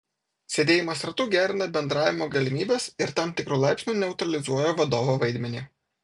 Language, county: Lithuanian, Vilnius